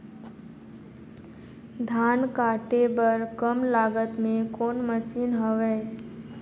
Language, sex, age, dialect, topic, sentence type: Chhattisgarhi, female, 51-55, Northern/Bhandar, agriculture, question